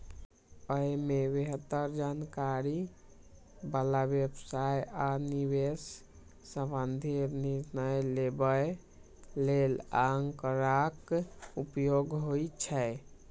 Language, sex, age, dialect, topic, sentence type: Maithili, male, 18-24, Eastern / Thethi, banking, statement